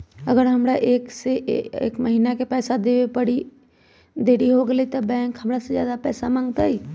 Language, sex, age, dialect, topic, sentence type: Magahi, female, 31-35, Western, banking, question